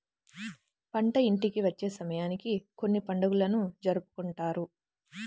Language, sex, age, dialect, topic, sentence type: Telugu, female, 18-24, Central/Coastal, agriculture, statement